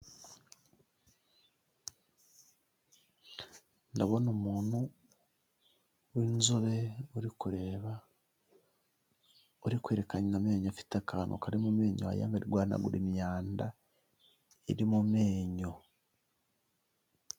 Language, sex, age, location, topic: Kinyarwanda, female, 18-24, Huye, health